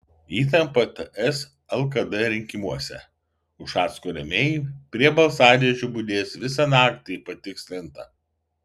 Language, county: Lithuanian, Vilnius